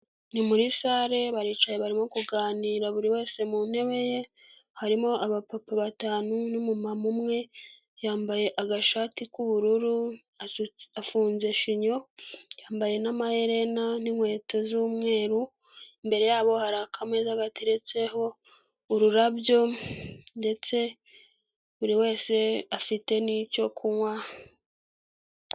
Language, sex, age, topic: Kinyarwanda, female, 25-35, government